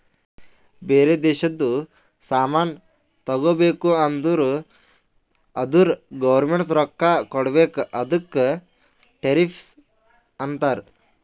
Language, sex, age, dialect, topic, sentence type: Kannada, male, 18-24, Northeastern, banking, statement